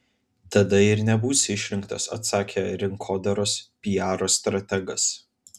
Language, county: Lithuanian, Vilnius